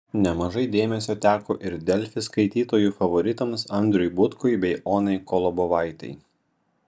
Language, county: Lithuanian, Vilnius